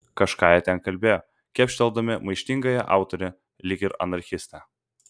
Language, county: Lithuanian, Vilnius